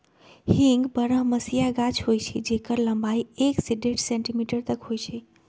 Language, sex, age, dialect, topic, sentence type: Magahi, female, 25-30, Western, agriculture, statement